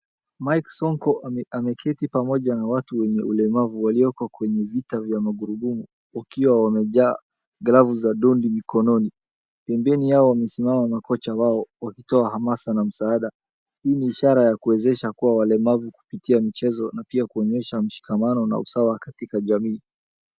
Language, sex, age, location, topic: Swahili, male, 25-35, Wajir, education